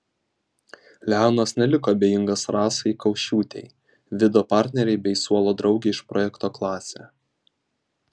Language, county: Lithuanian, Vilnius